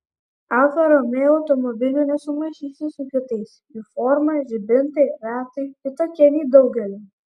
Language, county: Lithuanian, Vilnius